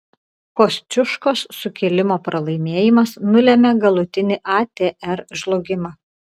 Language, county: Lithuanian, Klaipėda